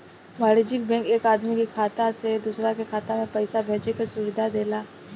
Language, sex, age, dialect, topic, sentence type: Bhojpuri, female, 18-24, Southern / Standard, banking, statement